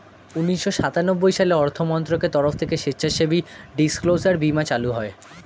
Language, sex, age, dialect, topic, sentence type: Bengali, male, 18-24, Standard Colloquial, banking, statement